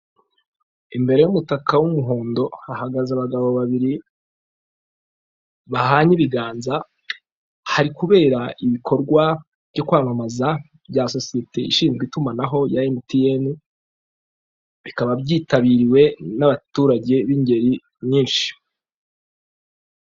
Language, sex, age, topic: Kinyarwanda, male, 36-49, finance